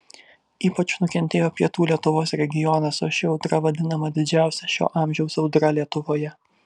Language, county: Lithuanian, Vilnius